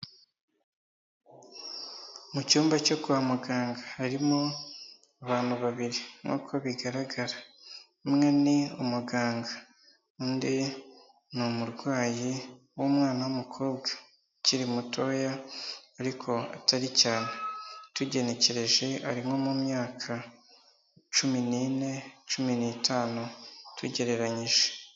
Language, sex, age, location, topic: Kinyarwanda, male, 18-24, Huye, health